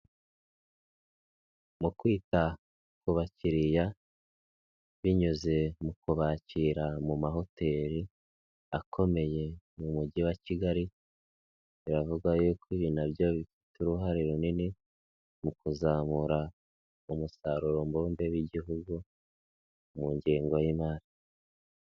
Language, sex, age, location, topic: Kinyarwanda, male, 18-24, Nyagatare, finance